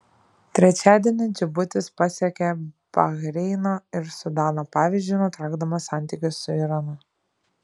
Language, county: Lithuanian, Šiauliai